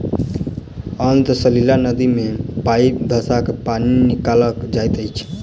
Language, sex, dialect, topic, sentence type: Maithili, male, Southern/Standard, agriculture, statement